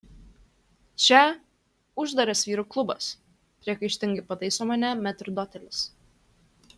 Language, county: Lithuanian, Kaunas